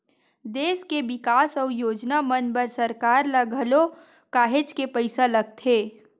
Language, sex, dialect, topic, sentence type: Chhattisgarhi, female, Western/Budati/Khatahi, banking, statement